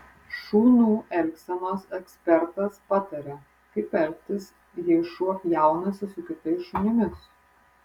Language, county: Lithuanian, Vilnius